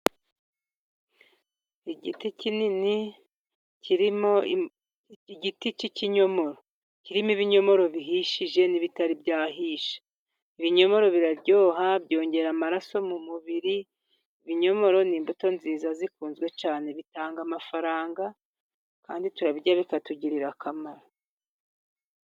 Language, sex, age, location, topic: Kinyarwanda, female, 50+, Musanze, agriculture